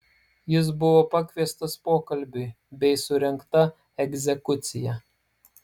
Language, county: Lithuanian, Klaipėda